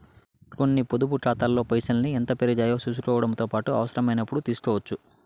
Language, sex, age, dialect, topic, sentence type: Telugu, male, 18-24, Southern, banking, statement